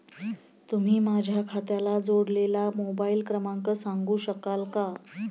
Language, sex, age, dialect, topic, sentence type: Marathi, female, 31-35, Standard Marathi, banking, question